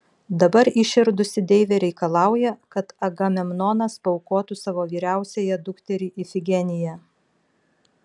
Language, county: Lithuanian, Vilnius